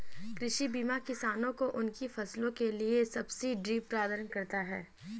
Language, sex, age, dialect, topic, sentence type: Hindi, female, 18-24, Kanauji Braj Bhasha, agriculture, statement